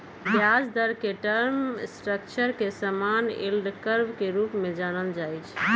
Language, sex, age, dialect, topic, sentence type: Magahi, female, 31-35, Western, banking, statement